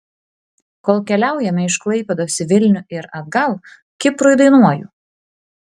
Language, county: Lithuanian, Klaipėda